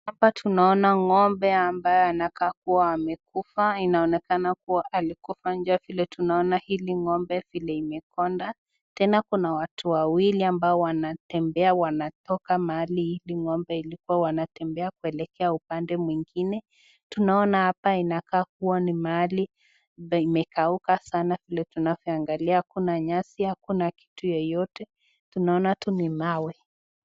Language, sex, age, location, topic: Swahili, female, 18-24, Nakuru, health